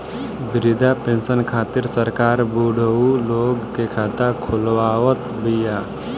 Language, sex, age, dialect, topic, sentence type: Bhojpuri, male, 18-24, Northern, banking, statement